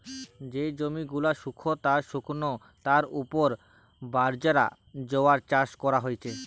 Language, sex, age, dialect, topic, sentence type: Bengali, male, 18-24, Western, agriculture, statement